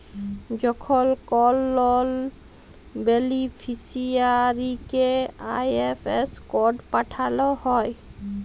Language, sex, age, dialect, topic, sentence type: Bengali, female, 25-30, Jharkhandi, banking, statement